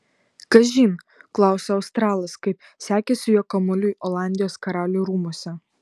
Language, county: Lithuanian, Vilnius